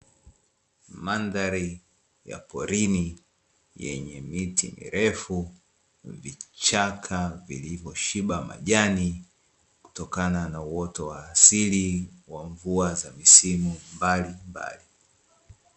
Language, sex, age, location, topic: Swahili, male, 25-35, Dar es Salaam, agriculture